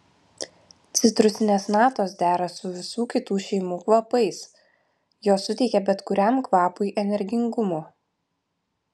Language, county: Lithuanian, Vilnius